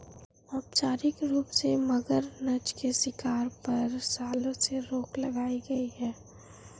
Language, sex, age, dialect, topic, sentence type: Hindi, female, 18-24, Marwari Dhudhari, agriculture, statement